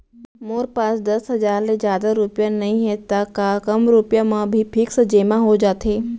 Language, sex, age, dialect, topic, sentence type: Chhattisgarhi, female, 18-24, Central, banking, question